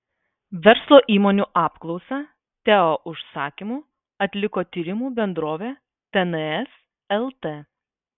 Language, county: Lithuanian, Vilnius